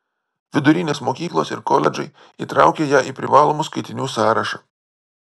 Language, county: Lithuanian, Vilnius